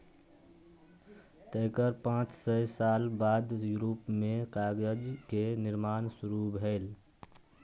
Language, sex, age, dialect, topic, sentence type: Maithili, male, 18-24, Eastern / Thethi, agriculture, statement